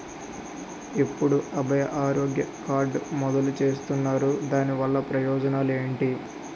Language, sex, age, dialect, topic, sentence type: Telugu, male, 25-30, Utterandhra, banking, question